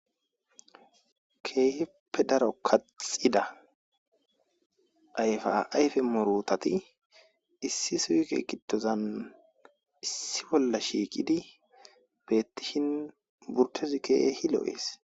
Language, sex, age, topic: Gamo, female, 18-24, agriculture